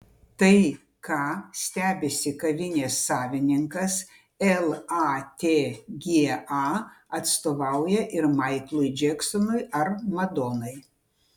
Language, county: Lithuanian, Utena